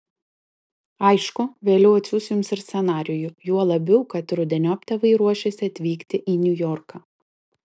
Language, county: Lithuanian, Klaipėda